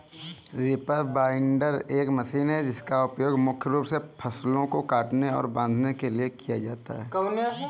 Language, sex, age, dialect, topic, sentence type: Hindi, male, 18-24, Kanauji Braj Bhasha, agriculture, statement